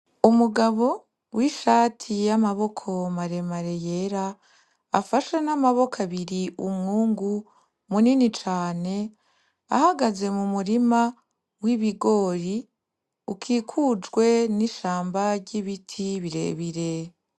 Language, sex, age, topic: Rundi, female, 25-35, agriculture